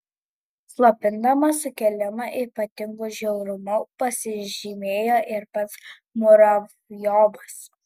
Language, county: Lithuanian, Kaunas